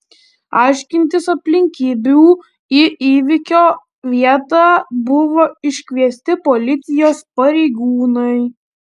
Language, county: Lithuanian, Panevėžys